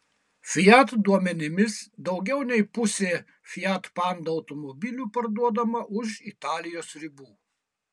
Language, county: Lithuanian, Kaunas